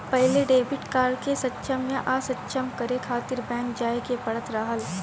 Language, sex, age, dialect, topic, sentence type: Bhojpuri, female, 18-24, Northern, banking, statement